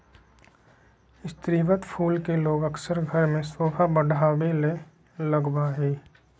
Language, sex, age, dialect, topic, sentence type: Magahi, male, 36-40, Southern, agriculture, statement